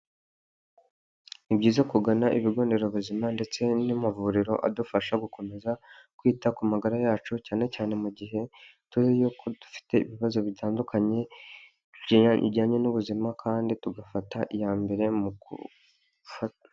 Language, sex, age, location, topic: Kinyarwanda, male, 25-35, Huye, health